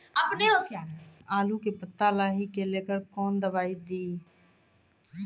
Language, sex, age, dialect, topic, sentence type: Maithili, female, 31-35, Angika, agriculture, question